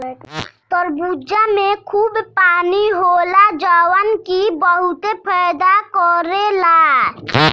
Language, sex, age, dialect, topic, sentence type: Bhojpuri, female, 25-30, Northern, agriculture, statement